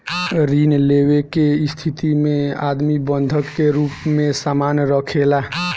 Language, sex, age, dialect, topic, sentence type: Bhojpuri, male, 18-24, Southern / Standard, banking, statement